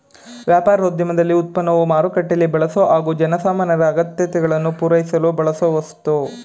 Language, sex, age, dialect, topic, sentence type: Kannada, male, 18-24, Mysore Kannada, agriculture, statement